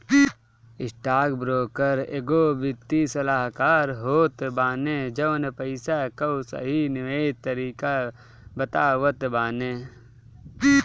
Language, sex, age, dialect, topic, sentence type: Bhojpuri, male, 18-24, Northern, banking, statement